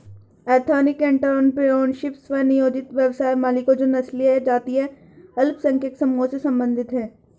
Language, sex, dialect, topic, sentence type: Hindi, female, Hindustani Malvi Khadi Boli, banking, statement